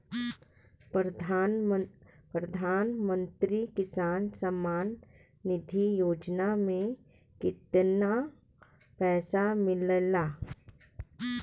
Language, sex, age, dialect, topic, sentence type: Bhojpuri, female, 36-40, Western, agriculture, question